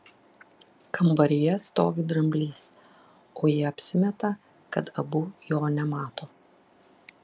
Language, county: Lithuanian, Klaipėda